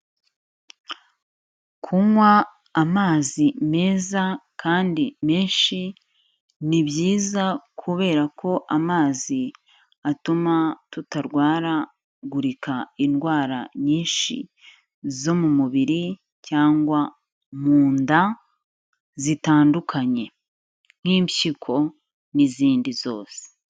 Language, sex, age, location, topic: Kinyarwanda, female, 25-35, Kigali, health